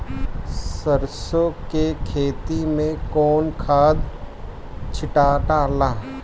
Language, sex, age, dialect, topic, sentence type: Bhojpuri, male, 60-100, Northern, agriculture, question